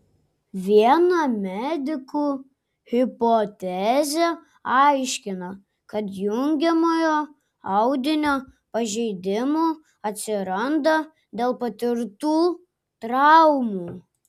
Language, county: Lithuanian, Klaipėda